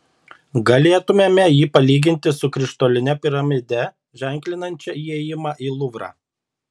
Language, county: Lithuanian, Šiauliai